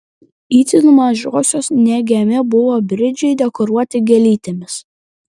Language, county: Lithuanian, Panevėžys